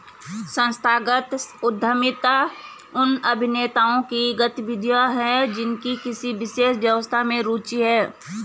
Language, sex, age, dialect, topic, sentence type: Hindi, female, 31-35, Garhwali, banking, statement